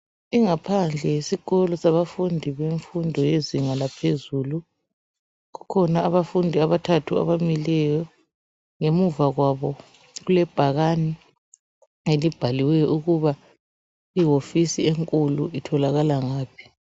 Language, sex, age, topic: North Ndebele, male, 36-49, education